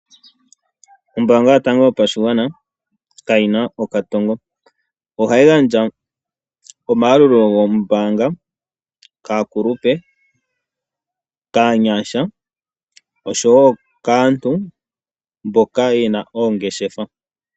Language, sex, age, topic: Oshiwambo, male, 25-35, finance